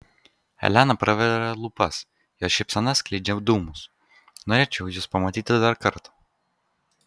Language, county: Lithuanian, Kaunas